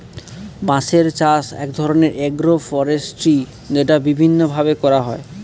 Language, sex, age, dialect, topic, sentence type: Bengali, male, 18-24, Northern/Varendri, agriculture, statement